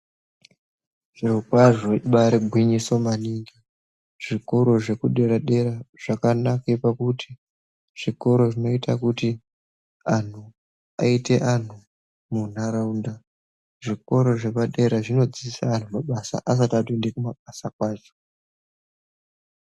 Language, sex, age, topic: Ndau, male, 18-24, education